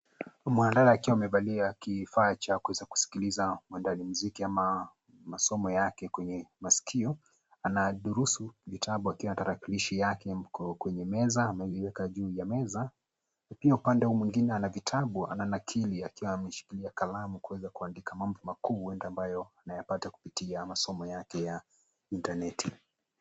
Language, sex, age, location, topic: Swahili, male, 25-35, Nairobi, education